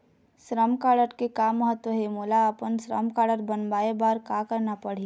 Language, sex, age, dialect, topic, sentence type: Chhattisgarhi, female, 36-40, Eastern, banking, question